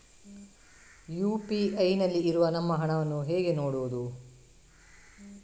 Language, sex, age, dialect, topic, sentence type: Kannada, female, 18-24, Coastal/Dakshin, banking, question